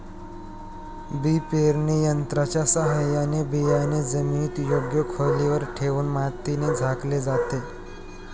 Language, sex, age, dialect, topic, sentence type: Marathi, male, 18-24, Northern Konkan, agriculture, statement